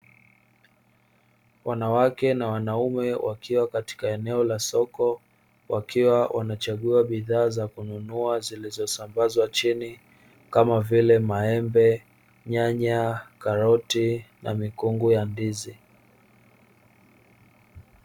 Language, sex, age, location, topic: Swahili, male, 25-35, Dar es Salaam, finance